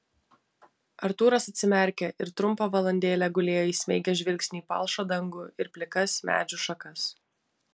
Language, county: Lithuanian, Vilnius